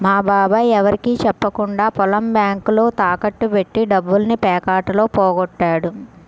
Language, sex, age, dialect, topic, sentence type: Telugu, male, 41-45, Central/Coastal, banking, statement